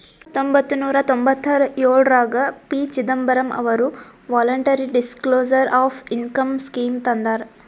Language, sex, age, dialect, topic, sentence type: Kannada, female, 18-24, Northeastern, banking, statement